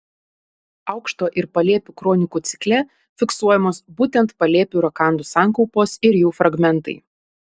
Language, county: Lithuanian, Panevėžys